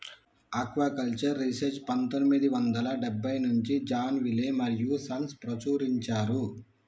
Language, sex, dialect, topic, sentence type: Telugu, male, Telangana, agriculture, statement